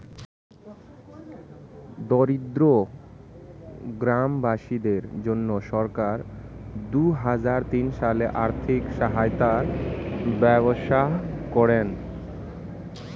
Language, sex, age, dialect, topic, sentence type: Bengali, male, 18-24, Standard Colloquial, banking, statement